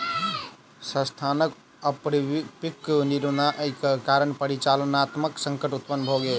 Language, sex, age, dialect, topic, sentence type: Maithili, male, 31-35, Southern/Standard, banking, statement